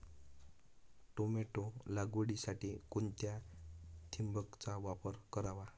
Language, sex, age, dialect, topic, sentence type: Marathi, male, 18-24, Northern Konkan, agriculture, question